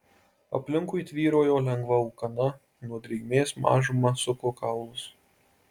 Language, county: Lithuanian, Marijampolė